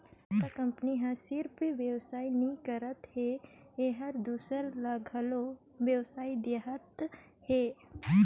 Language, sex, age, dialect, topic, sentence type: Chhattisgarhi, female, 25-30, Northern/Bhandar, banking, statement